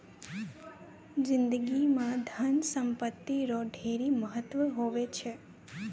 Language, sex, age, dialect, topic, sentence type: Maithili, female, 18-24, Angika, banking, statement